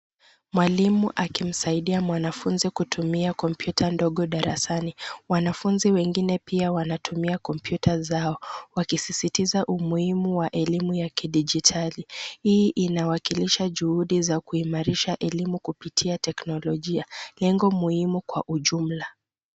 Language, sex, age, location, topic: Swahili, female, 25-35, Nairobi, education